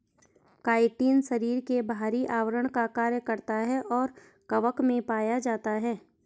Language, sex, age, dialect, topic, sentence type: Hindi, female, 31-35, Garhwali, agriculture, statement